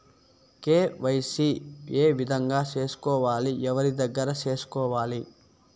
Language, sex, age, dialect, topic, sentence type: Telugu, male, 18-24, Southern, banking, question